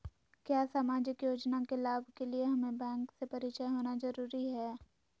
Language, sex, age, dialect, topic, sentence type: Magahi, female, 18-24, Southern, banking, question